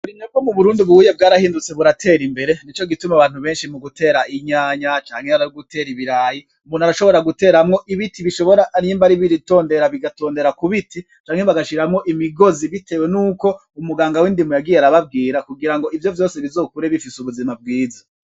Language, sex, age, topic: Rundi, male, 25-35, agriculture